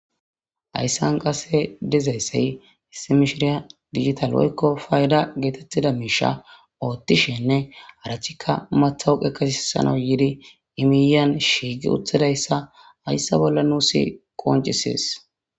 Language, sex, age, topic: Gamo, male, 18-24, government